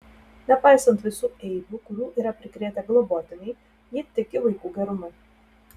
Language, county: Lithuanian, Telšiai